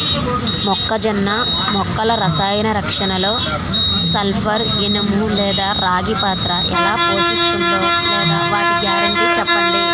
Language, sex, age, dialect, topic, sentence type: Telugu, female, 31-35, Utterandhra, agriculture, question